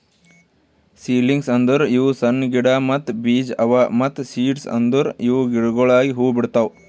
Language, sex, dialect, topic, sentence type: Kannada, male, Northeastern, agriculture, statement